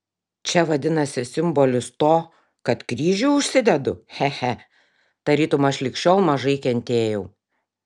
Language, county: Lithuanian, Šiauliai